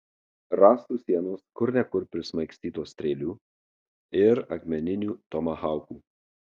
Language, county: Lithuanian, Marijampolė